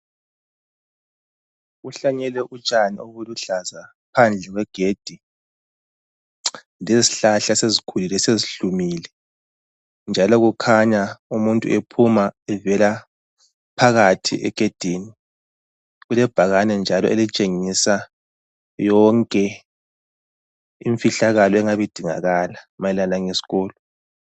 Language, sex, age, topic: North Ndebele, male, 36-49, education